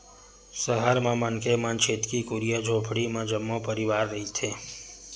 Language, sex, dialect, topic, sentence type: Chhattisgarhi, male, Western/Budati/Khatahi, banking, statement